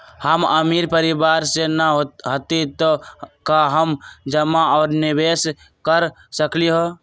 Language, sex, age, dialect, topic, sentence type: Magahi, male, 18-24, Western, banking, question